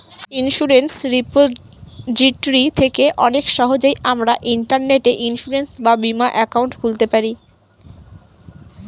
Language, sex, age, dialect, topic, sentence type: Bengali, female, 18-24, Northern/Varendri, banking, statement